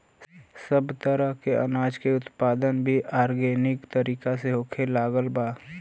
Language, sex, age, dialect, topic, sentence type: Bhojpuri, male, 25-30, Western, agriculture, statement